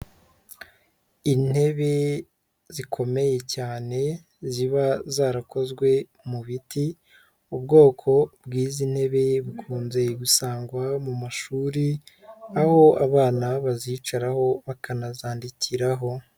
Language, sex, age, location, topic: Kinyarwanda, male, 25-35, Huye, education